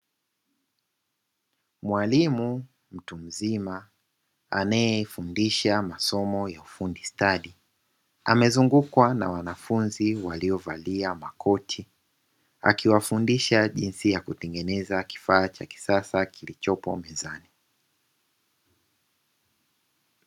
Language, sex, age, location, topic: Swahili, male, 25-35, Dar es Salaam, education